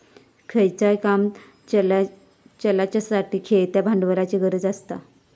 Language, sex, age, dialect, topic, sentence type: Marathi, female, 25-30, Southern Konkan, banking, statement